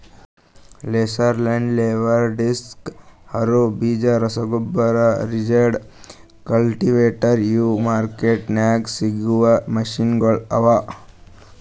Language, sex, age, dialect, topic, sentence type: Kannada, male, 18-24, Northeastern, agriculture, statement